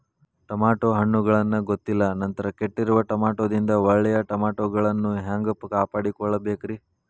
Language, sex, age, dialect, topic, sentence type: Kannada, male, 18-24, Dharwad Kannada, agriculture, question